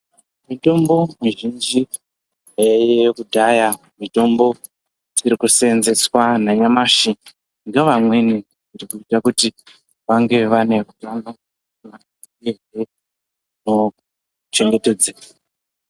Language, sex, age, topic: Ndau, male, 50+, health